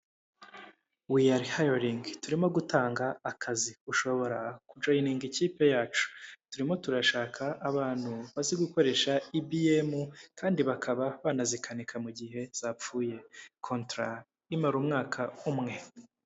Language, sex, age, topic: Kinyarwanda, male, 18-24, government